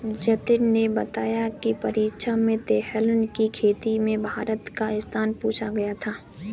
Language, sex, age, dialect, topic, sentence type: Hindi, male, 36-40, Kanauji Braj Bhasha, agriculture, statement